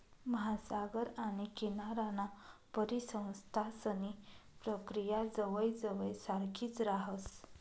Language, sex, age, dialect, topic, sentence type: Marathi, female, 31-35, Northern Konkan, agriculture, statement